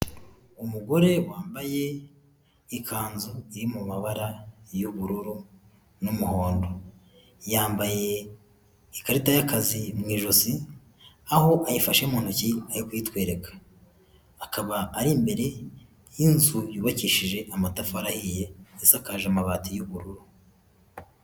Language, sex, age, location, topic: Kinyarwanda, male, 18-24, Huye, health